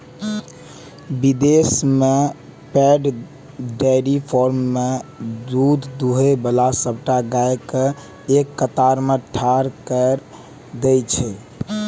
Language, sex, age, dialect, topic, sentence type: Maithili, male, 18-24, Eastern / Thethi, agriculture, statement